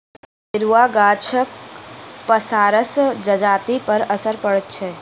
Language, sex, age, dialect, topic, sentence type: Maithili, female, 51-55, Southern/Standard, agriculture, statement